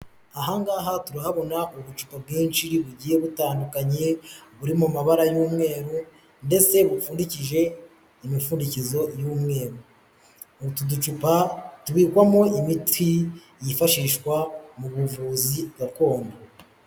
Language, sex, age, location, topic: Kinyarwanda, male, 18-24, Huye, health